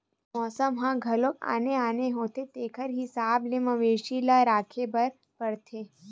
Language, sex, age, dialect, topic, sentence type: Chhattisgarhi, female, 18-24, Western/Budati/Khatahi, agriculture, statement